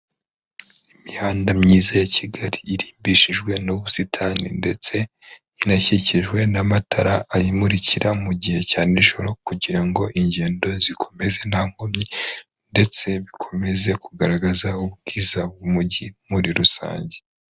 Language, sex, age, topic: Kinyarwanda, male, 25-35, government